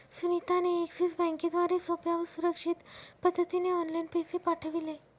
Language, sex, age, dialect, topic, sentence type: Marathi, male, 18-24, Northern Konkan, banking, statement